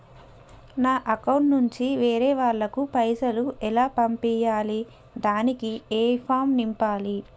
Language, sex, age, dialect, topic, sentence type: Telugu, female, 18-24, Telangana, banking, question